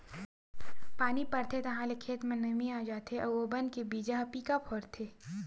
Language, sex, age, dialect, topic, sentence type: Chhattisgarhi, female, 60-100, Western/Budati/Khatahi, agriculture, statement